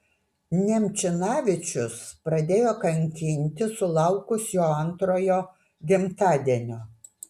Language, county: Lithuanian, Utena